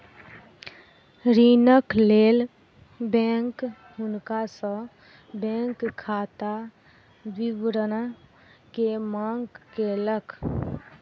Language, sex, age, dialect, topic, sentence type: Maithili, female, 25-30, Southern/Standard, banking, statement